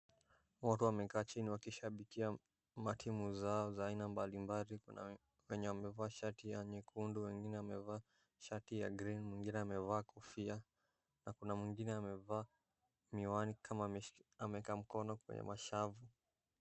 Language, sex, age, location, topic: Swahili, male, 18-24, Wajir, government